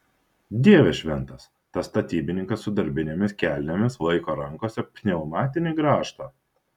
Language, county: Lithuanian, Šiauliai